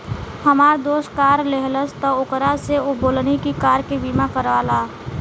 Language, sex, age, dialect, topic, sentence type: Bhojpuri, female, 18-24, Southern / Standard, banking, statement